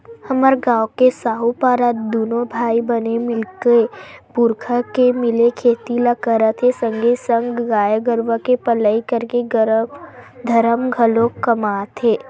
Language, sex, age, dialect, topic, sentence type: Chhattisgarhi, female, 25-30, Western/Budati/Khatahi, agriculture, statement